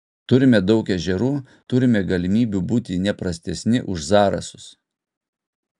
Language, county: Lithuanian, Utena